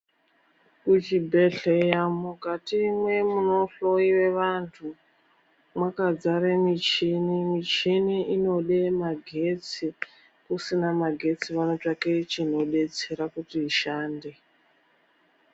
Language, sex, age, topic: Ndau, female, 25-35, health